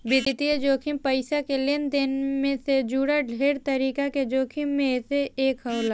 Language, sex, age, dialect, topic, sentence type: Bhojpuri, female, 18-24, Southern / Standard, banking, statement